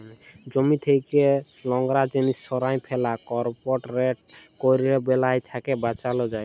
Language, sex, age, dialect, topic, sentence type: Bengali, male, 18-24, Jharkhandi, agriculture, statement